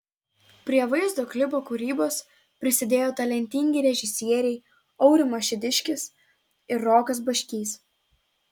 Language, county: Lithuanian, Telšiai